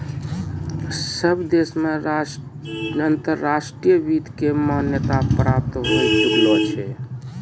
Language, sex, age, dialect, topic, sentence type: Maithili, male, 46-50, Angika, banking, statement